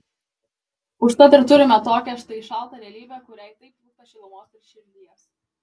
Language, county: Lithuanian, Klaipėda